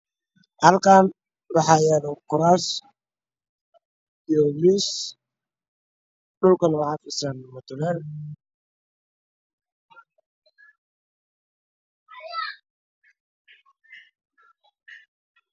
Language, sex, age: Somali, male, 25-35